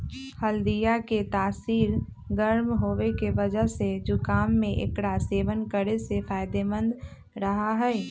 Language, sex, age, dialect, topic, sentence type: Magahi, female, 25-30, Western, agriculture, statement